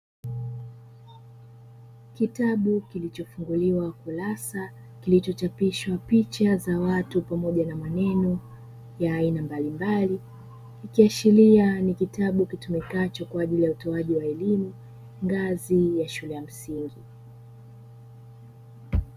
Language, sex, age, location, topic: Swahili, female, 25-35, Dar es Salaam, education